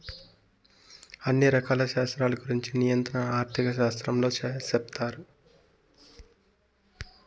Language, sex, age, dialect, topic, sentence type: Telugu, male, 18-24, Southern, banking, statement